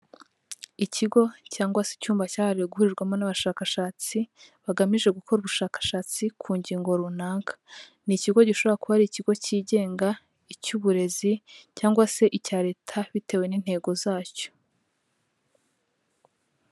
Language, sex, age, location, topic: Kinyarwanda, female, 18-24, Kigali, health